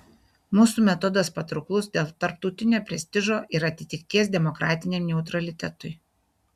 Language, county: Lithuanian, Šiauliai